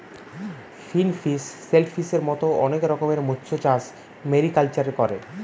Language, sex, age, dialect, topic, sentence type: Bengali, female, 25-30, Western, agriculture, statement